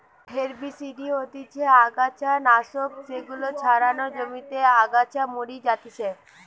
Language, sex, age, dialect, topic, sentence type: Bengali, female, 18-24, Western, agriculture, statement